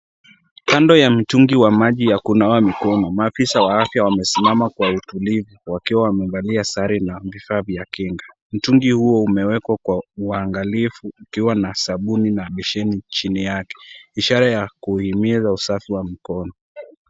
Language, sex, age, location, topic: Swahili, male, 18-24, Kisumu, health